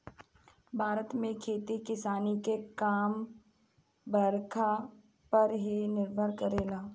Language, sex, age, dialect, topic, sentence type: Bhojpuri, female, 25-30, Southern / Standard, agriculture, statement